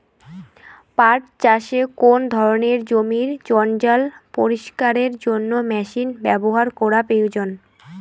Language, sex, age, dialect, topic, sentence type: Bengali, female, 18-24, Rajbangshi, agriculture, question